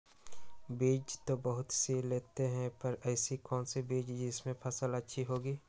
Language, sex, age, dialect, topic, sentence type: Magahi, male, 18-24, Western, agriculture, question